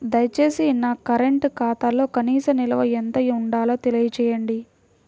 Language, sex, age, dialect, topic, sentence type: Telugu, female, 41-45, Central/Coastal, banking, statement